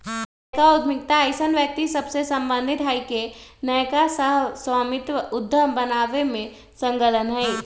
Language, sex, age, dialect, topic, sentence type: Magahi, male, 18-24, Western, banking, statement